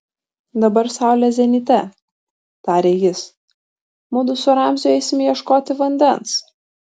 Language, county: Lithuanian, Vilnius